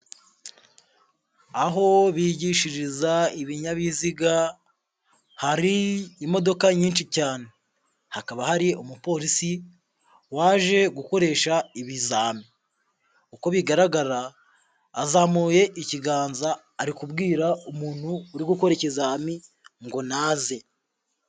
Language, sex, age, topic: Kinyarwanda, male, 18-24, government